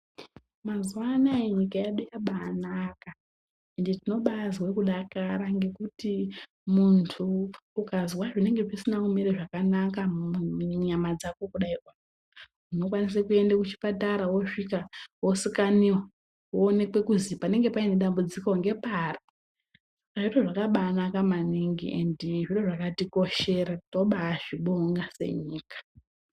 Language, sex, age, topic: Ndau, female, 18-24, health